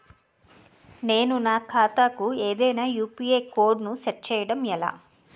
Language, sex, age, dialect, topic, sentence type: Telugu, female, 36-40, Utterandhra, banking, question